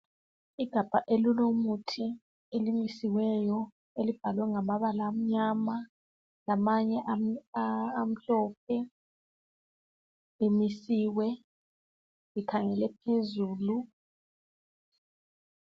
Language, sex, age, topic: North Ndebele, female, 36-49, health